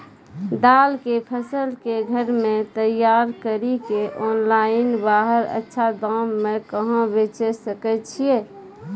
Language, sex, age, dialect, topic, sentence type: Maithili, female, 31-35, Angika, agriculture, question